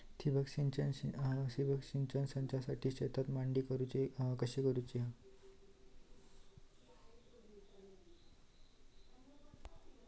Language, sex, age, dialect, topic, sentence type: Marathi, female, 18-24, Southern Konkan, agriculture, question